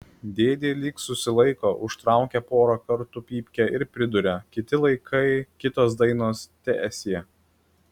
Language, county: Lithuanian, Klaipėda